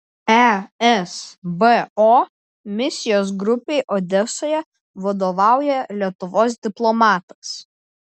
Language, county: Lithuanian, Klaipėda